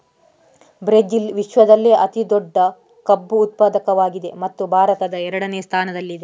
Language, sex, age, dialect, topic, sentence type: Kannada, female, 31-35, Coastal/Dakshin, agriculture, statement